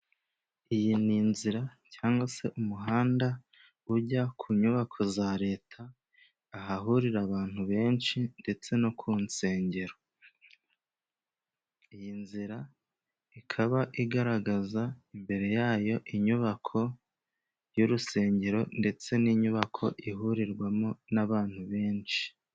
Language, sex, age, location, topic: Kinyarwanda, male, 25-35, Musanze, government